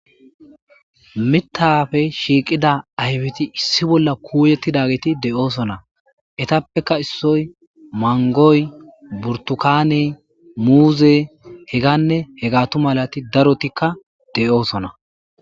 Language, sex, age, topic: Gamo, male, 25-35, agriculture